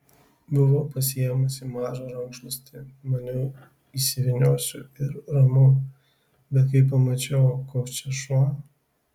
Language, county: Lithuanian, Kaunas